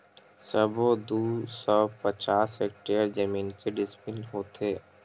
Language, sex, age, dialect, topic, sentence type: Chhattisgarhi, male, 18-24, Western/Budati/Khatahi, agriculture, question